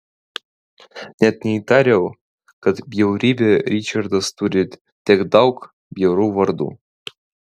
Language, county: Lithuanian, Vilnius